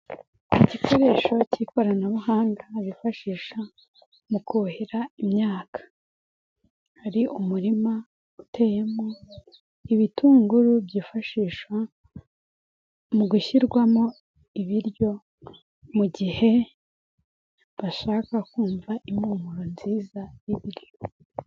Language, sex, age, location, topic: Kinyarwanda, female, 18-24, Nyagatare, agriculture